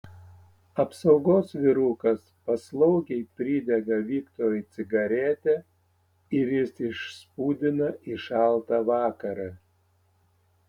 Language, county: Lithuanian, Panevėžys